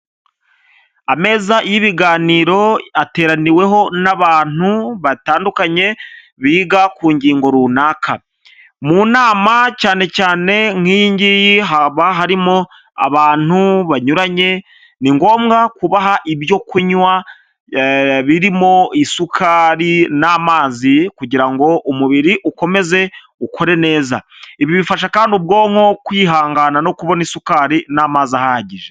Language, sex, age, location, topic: Kinyarwanda, male, 25-35, Huye, health